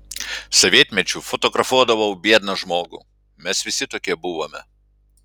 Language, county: Lithuanian, Klaipėda